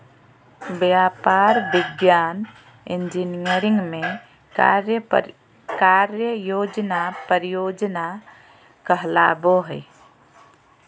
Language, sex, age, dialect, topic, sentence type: Magahi, female, 31-35, Southern, banking, statement